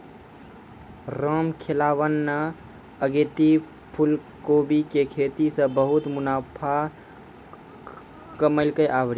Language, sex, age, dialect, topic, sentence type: Maithili, male, 18-24, Angika, agriculture, statement